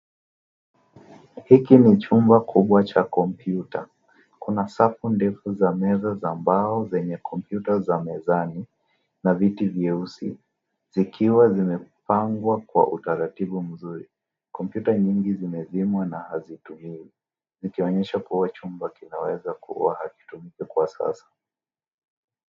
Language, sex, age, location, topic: Swahili, male, 18-24, Nairobi, education